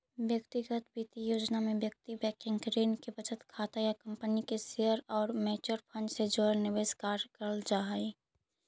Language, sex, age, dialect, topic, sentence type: Magahi, female, 25-30, Central/Standard, banking, statement